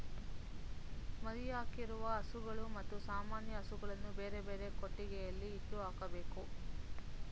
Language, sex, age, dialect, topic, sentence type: Kannada, female, 18-24, Mysore Kannada, agriculture, statement